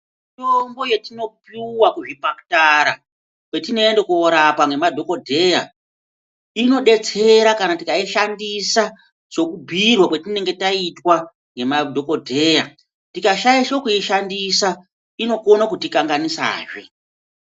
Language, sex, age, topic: Ndau, female, 36-49, health